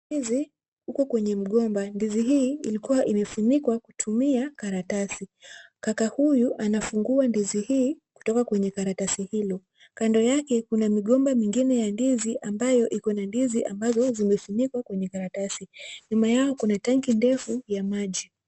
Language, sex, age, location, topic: Swahili, female, 18-24, Kisumu, agriculture